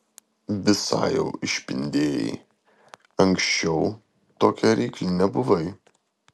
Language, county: Lithuanian, Vilnius